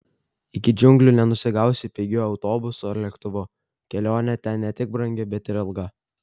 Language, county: Lithuanian, Kaunas